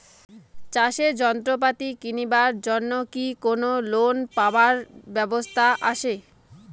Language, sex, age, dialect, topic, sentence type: Bengali, female, 18-24, Rajbangshi, agriculture, question